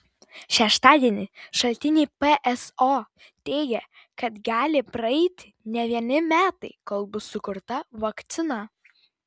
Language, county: Lithuanian, Vilnius